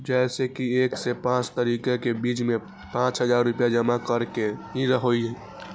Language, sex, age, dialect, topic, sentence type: Magahi, male, 18-24, Western, banking, question